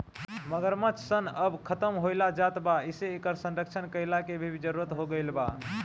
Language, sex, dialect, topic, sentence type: Bhojpuri, male, Northern, agriculture, statement